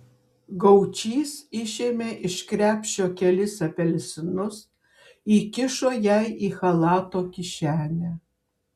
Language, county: Lithuanian, Klaipėda